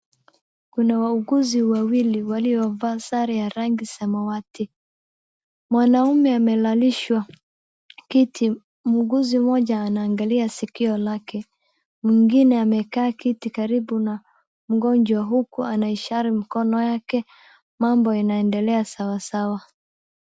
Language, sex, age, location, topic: Swahili, female, 18-24, Wajir, health